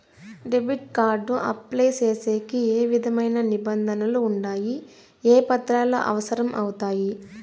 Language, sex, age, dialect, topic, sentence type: Telugu, female, 18-24, Southern, banking, question